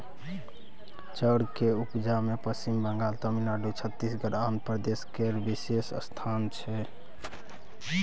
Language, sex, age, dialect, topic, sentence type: Maithili, male, 18-24, Bajjika, agriculture, statement